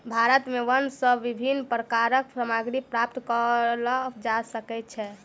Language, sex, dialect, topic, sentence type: Maithili, female, Southern/Standard, agriculture, statement